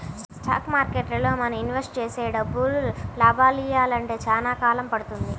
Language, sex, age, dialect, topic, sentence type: Telugu, female, 18-24, Central/Coastal, banking, statement